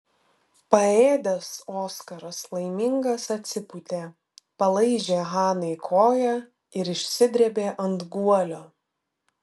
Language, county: Lithuanian, Vilnius